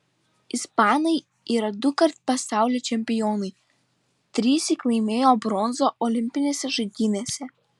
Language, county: Lithuanian, Šiauliai